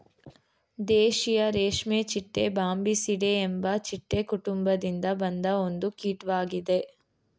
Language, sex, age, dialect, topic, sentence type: Kannada, female, 18-24, Mysore Kannada, agriculture, statement